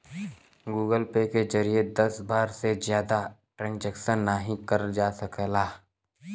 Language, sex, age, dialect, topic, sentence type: Bhojpuri, male, <18, Western, banking, statement